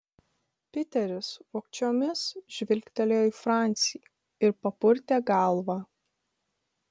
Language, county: Lithuanian, Vilnius